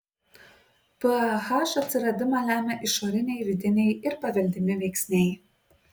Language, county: Lithuanian, Kaunas